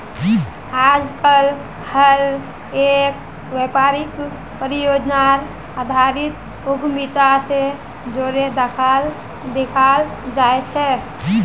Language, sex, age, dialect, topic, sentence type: Magahi, female, 18-24, Northeastern/Surjapuri, banking, statement